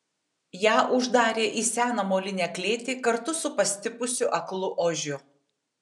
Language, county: Lithuanian, Tauragė